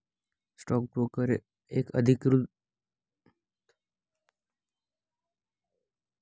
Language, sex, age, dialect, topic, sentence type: Marathi, male, 18-24, Northern Konkan, banking, statement